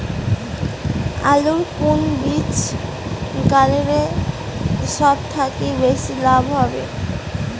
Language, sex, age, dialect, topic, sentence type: Bengali, female, 18-24, Rajbangshi, agriculture, question